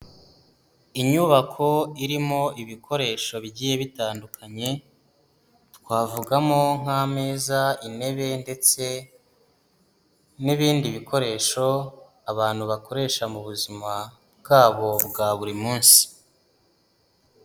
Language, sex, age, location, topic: Kinyarwanda, female, 36-49, Huye, health